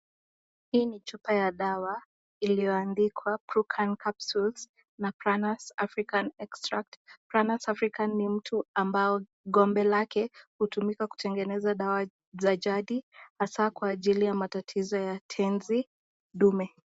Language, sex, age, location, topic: Swahili, female, 18-24, Nakuru, health